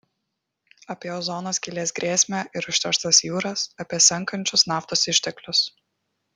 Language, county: Lithuanian, Kaunas